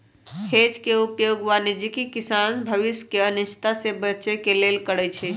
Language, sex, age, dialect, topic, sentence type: Magahi, male, 18-24, Western, banking, statement